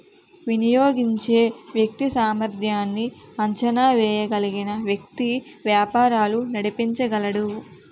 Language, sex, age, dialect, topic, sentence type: Telugu, female, 18-24, Utterandhra, banking, statement